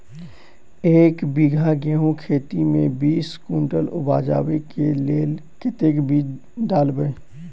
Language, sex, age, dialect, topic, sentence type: Maithili, male, 18-24, Southern/Standard, agriculture, question